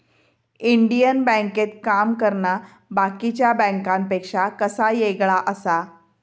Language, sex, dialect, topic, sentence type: Marathi, female, Southern Konkan, banking, statement